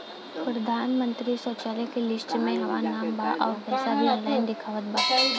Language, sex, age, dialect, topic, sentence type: Bhojpuri, female, 18-24, Western, banking, question